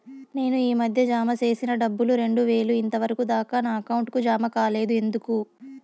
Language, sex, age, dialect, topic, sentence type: Telugu, female, 46-50, Southern, banking, question